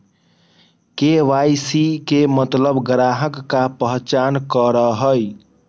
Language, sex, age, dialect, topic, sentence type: Magahi, male, 18-24, Western, banking, question